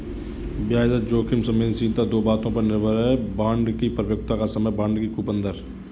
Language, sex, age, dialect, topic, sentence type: Hindi, male, 25-30, Kanauji Braj Bhasha, banking, statement